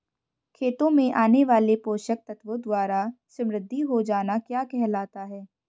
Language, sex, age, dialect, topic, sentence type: Hindi, female, 25-30, Hindustani Malvi Khadi Boli, agriculture, question